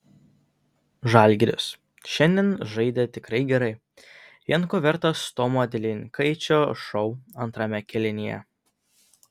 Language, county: Lithuanian, Vilnius